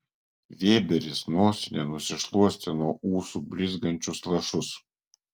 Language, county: Lithuanian, Vilnius